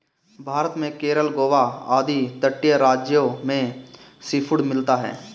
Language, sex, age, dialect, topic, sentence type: Hindi, male, 18-24, Marwari Dhudhari, agriculture, statement